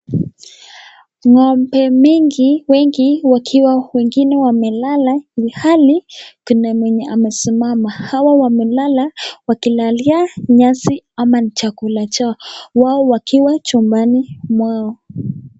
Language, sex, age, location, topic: Swahili, female, 18-24, Nakuru, agriculture